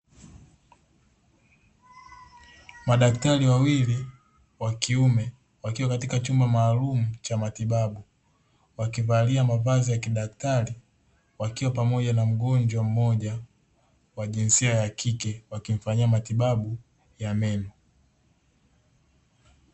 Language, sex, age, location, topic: Swahili, male, 18-24, Dar es Salaam, health